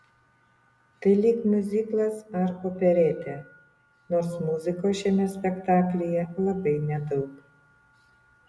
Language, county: Lithuanian, Utena